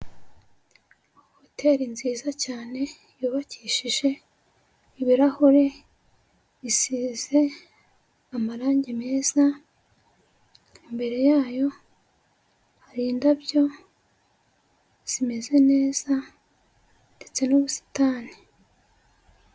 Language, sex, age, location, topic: Kinyarwanda, female, 25-35, Huye, finance